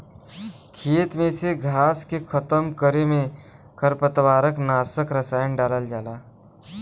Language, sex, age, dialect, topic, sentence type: Bhojpuri, male, 18-24, Western, agriculture, statement